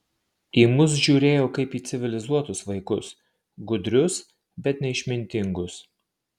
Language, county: Lithuanian, Marijampolė